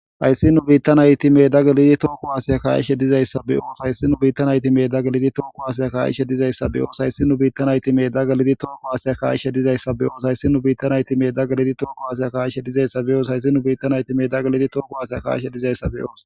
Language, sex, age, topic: Gamo, male, 18-24, government